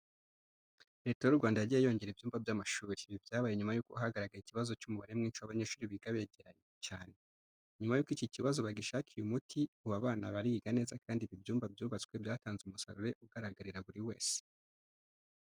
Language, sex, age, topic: Kinyarwanda, male, 25-35, education